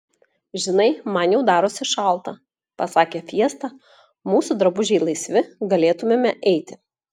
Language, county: Lithuanian, Klaipėda